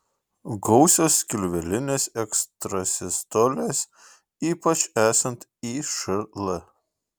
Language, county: Lithuanian, Šiauliai